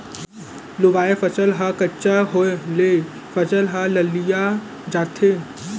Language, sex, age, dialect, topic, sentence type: Chhattisgarhi, male, 18-24, Central, agriculture, statement